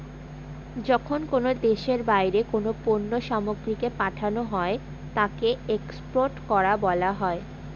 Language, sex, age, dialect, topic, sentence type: Bengali, female, 18-24, Northern/Varendri, banking, statement